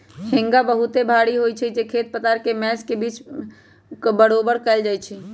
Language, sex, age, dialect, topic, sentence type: Magahi, male, 18-24, Western, agriculture, statement